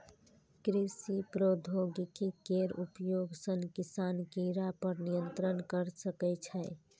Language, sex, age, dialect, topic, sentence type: Maithili, female, 18-24, Eastern / Thethi, agriculture, statement